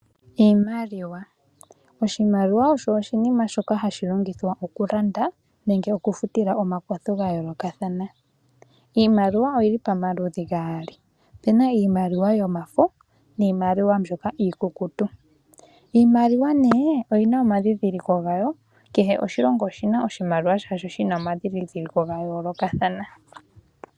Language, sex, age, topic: Oshiwambo, female, 18-24, finance